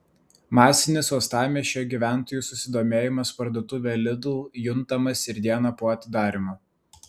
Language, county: Lithuanian, Vilnius